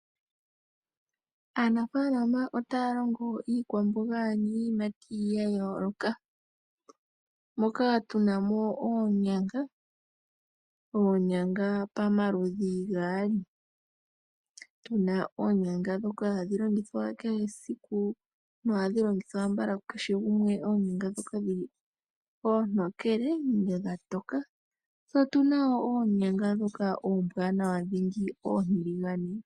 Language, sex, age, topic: Oshiwambo, female, 18-24, agriculture